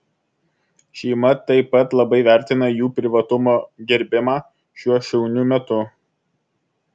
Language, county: Lithuanian, Vilnius